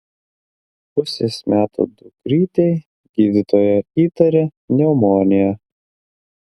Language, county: Lithuanian, Klaipėda